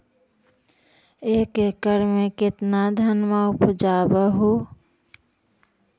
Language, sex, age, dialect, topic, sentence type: Magahi, female, 60-100, Central/Standard, agriculture, question